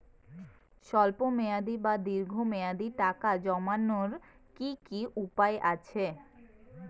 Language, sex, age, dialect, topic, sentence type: Bengali, female, 18-24, Rajbangshi, banking, question